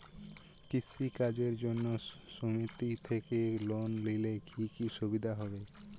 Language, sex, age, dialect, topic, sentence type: Bengali, male, 18-24, Western, agriculture, question